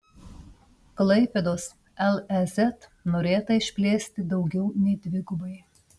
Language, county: Lithuanian, Panevėžys